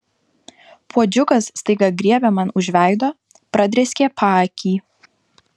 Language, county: Lithuanian, Vilnius